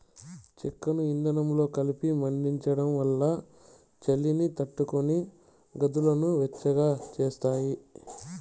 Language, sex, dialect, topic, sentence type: Telugu, male, Southern, agriculture, statement